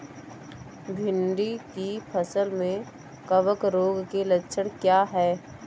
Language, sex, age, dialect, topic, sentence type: Hindi, female, 18-24, Awadhi Bundeli, agriculture, question